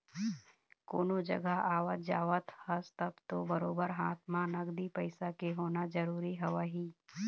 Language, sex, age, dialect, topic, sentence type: Chhattisgarhi, female, 31-35, Eastern, banking, statement